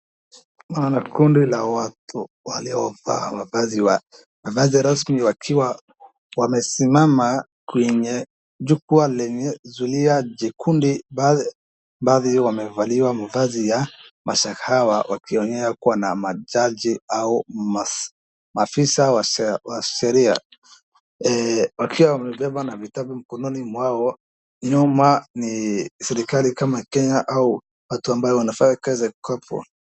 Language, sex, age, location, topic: Swahili, male, 18-24, Wajir, government